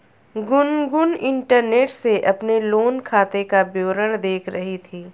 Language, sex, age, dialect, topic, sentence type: Hindi, female, 31-35, Hindustani Malvi Khadi Boli, banking, statement